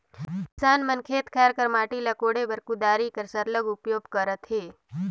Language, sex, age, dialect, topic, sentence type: Chhattisgarhi, female, 25-30, Northern/Bhandar, agriculture, statement